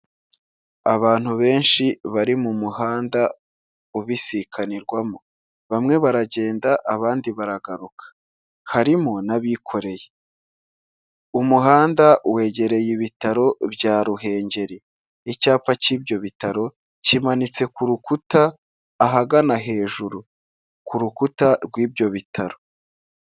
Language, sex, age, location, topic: Kinyarwanda, male, 25-35, Huye, health